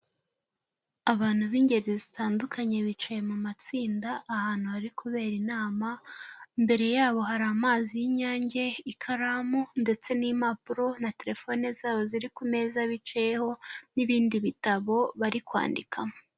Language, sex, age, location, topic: Kinyarwanda, female, 18-24, Kigali, government